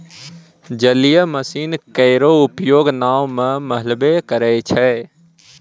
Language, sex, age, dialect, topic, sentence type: Maithili, male, 25-30, Angika, agriculture, statement